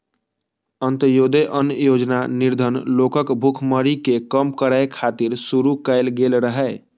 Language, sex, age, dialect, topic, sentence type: Maithili, male, 18-24, Eastern / Thethi, agriculture, statement